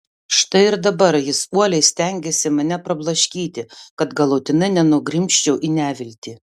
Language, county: Lithuanian, Vilnius